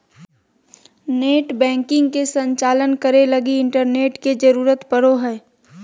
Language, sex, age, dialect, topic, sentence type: Magahi, female, 18-24, Southern, banking, statement